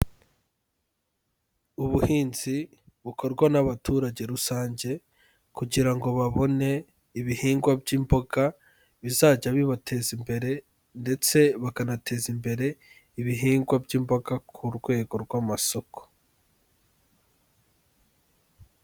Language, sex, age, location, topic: Kinyarwanda, male, 18-24, Kigali, agriculture